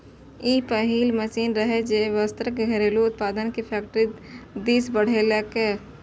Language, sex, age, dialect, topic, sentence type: Maithili, female, 18-24, Eastern / Thethi, agriculture, statement